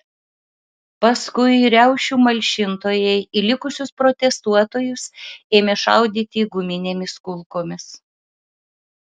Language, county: Lithuanian, Utena